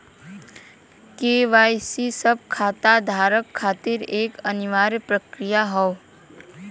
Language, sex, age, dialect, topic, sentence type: Bhojpuri, female, 18-24, Western, banking, statement